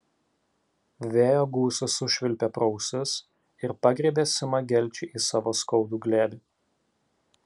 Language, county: Lithuanian, Alytus